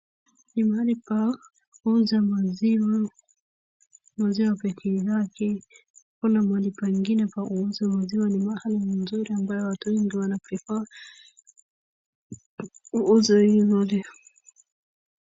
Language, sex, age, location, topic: Swahili, female, 25-35, Wajir, finance